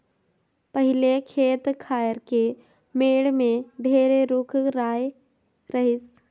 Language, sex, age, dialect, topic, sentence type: Chhattisgarhi, female, 25-30, Northern/Bhandar, agriculture, statement